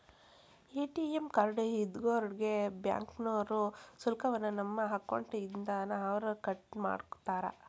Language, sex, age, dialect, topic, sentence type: Kannada, female, 41-45, Dharwad Kannada, banking, statement